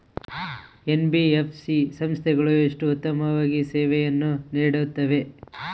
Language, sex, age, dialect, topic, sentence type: Kannada, male, 18-24, Central, banking, question